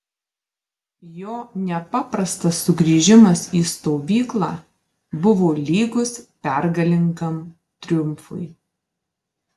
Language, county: Lithuanian, Marijampolė